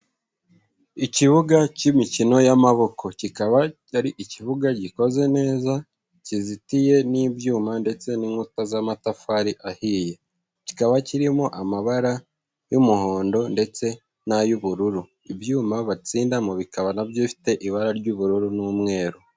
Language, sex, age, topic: Kinyarwanda, male, 25-35, agriculture